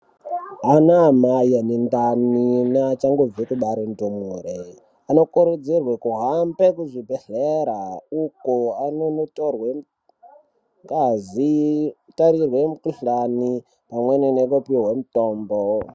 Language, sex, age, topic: Ndau, male, 36-49, health